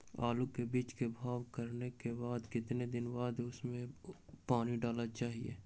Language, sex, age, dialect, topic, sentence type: Magahi, male, 18-24, Western, agriculture, question